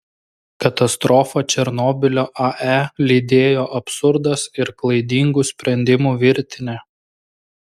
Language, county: Lithuanian, Klaipėda